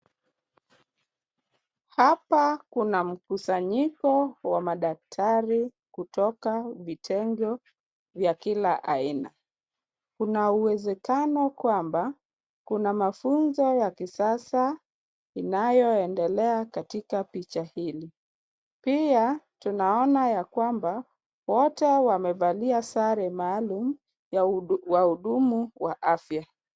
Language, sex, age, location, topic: Swahili, female, 25-35, Kisumu, health